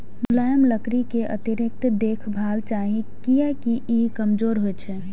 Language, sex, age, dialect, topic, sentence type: Maithili, female, 18-24, Eastern / Thethi, agriculture, statement